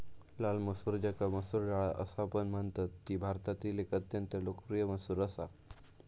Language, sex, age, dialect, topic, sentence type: Marathi, male, 18-24, Southern Konkan, agriculture, statement